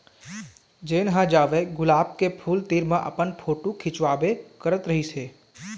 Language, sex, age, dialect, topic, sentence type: Chhattisgarhi, male, 18-24, Eastern, agriculture, statement